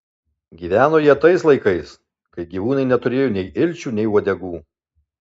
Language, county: Lithuanian, Alytus